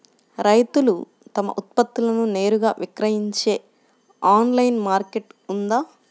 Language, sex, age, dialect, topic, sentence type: Telugu, female, 51-55, Central/Coastal, agriculture, statement